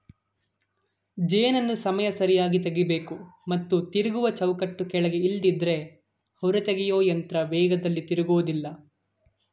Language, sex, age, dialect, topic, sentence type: Kannada, male, 18-24, Mysore Kannada, agriculture, statement